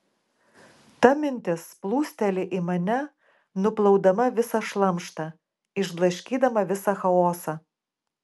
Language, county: Lithuanian, Klaipėda